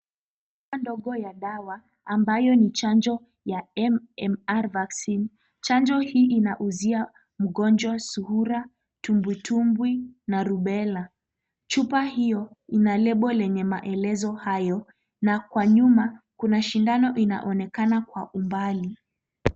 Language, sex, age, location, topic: Swahili, female, 18-24, Kisumu, health